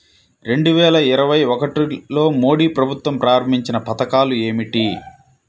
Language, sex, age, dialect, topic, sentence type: Telugu, male, 25-30, Central/Coastal, banking, question